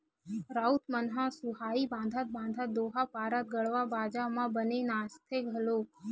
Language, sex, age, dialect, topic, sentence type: Chhattisgarhi, female, 25-30, Western/Budati/Khatahi, agriculture, statement